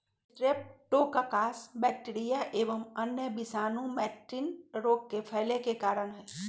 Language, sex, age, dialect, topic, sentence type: Magahi, male, 18-24, Western, agriculture, statement